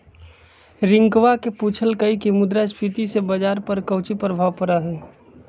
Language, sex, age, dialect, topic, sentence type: Magahi, male, 60-100, Western, banking, statement